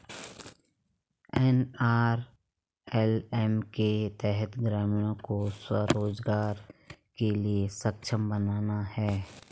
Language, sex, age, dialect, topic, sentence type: Hindi, female, 36-40, Garhwali, banking, statement